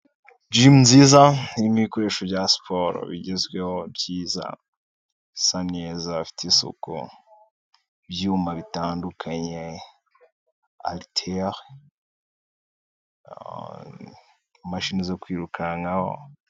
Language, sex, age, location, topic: Kinyarwanda, male, 18-24, Kigali, health